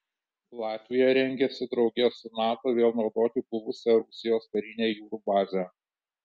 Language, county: Lithuanian, Kaunas